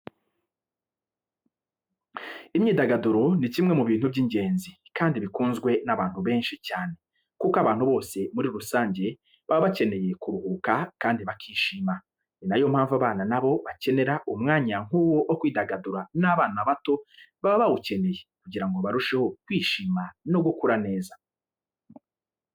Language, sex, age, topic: Kinyarwanda, male, 25-35, education